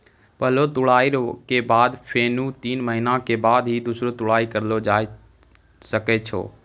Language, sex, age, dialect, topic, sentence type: Maithili, male, 18-24, Angika, agriculture, statement